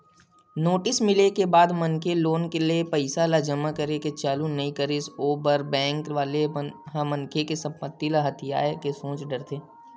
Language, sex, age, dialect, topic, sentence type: Chhattisgarhi, male, 18-24, Western/Budati/Khatahi, banking, statement